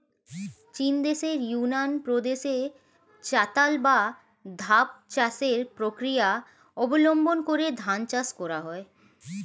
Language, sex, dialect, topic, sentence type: Bengali, female, Standard Colloquial, agriculture, statement